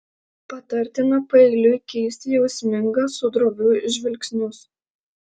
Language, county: Lithuanian, Alytus